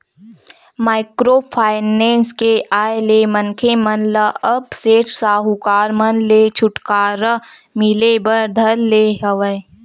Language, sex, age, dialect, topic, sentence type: Chhattisgarhi, female, 18-24, Western/Budati/Khatahi, banking, statement